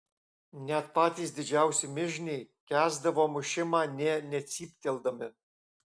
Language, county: Lithuanian, Alytus